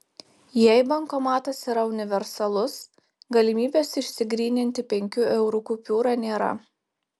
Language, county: Lithuanian, Telšiai